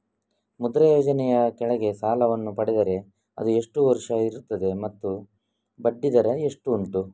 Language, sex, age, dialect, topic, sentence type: Kannada, male, 25-30, Coastal/Dakshin, banking, question